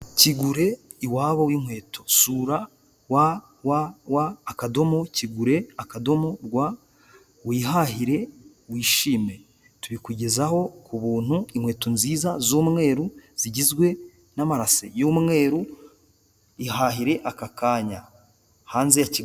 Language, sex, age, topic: Kinyarwanda, male, 18-24, finance